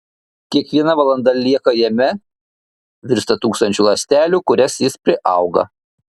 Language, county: Lithuanian, Šiauliai